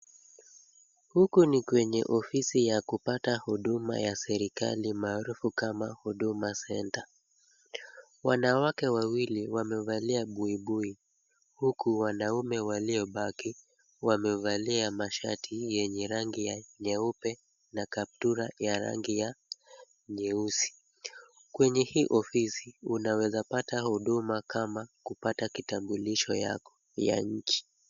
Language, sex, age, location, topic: Swahili, male, 25-35, Kisumu, government